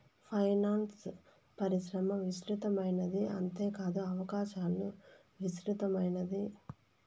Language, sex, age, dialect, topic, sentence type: Telugu, female, 25-30, Southern, banking, statement